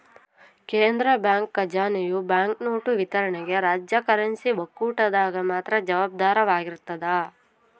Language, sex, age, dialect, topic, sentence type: Kannada, female, 18-24, Central, banking, statement